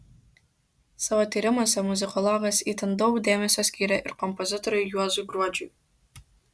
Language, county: Lithuanian, Kaunas